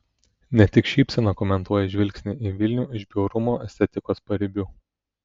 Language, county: Lithuanian, Telšiai